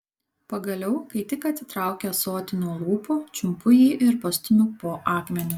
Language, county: Lithuanian, Kaunas